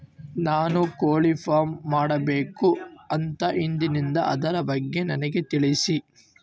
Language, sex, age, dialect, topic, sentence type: Kannada, male, 18-24, Central, agriculture, question